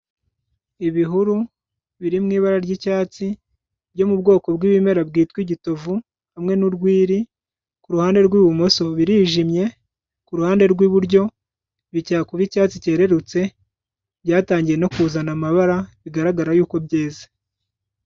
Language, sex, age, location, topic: Kinyarwanda, male, 25-35, Kigali, health